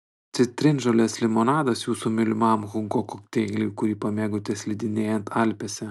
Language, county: Lithuanian, Panevėžys